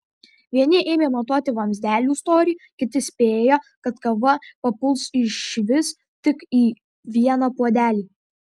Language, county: Lithuanian, Kaunas